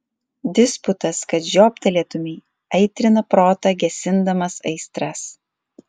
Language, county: Lithuanian, Alytus